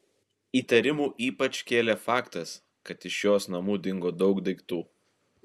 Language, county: Lithuanian, Kaunas